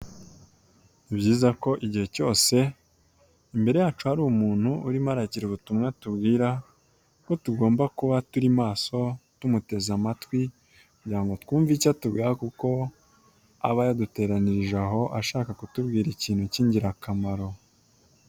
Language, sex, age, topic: Kinyarwanda, male, 18-24, health